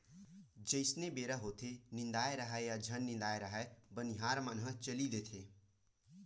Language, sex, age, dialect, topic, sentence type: Chhattisgarhi, male, 18-24, Western/Budati/Khatahi, agriculture, statement